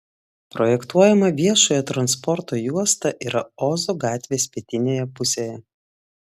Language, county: Lithuanian, Klaipėda